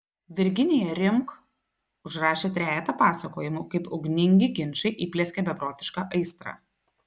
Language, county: Lithuanian, Telšiai